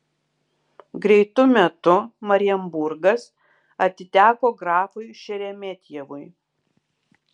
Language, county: Lithuanian, Kaunas